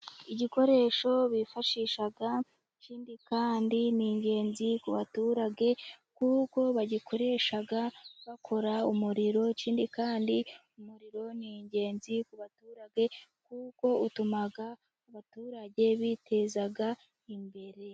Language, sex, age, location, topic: Kinyarwanda, female, 25-35, Musanze, government